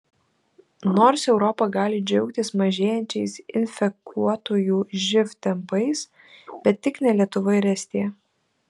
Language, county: Lithuanian, Vilnius